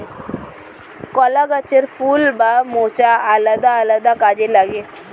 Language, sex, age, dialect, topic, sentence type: Bengali, female, 18-24, Standard Colloquial, agriculture, statement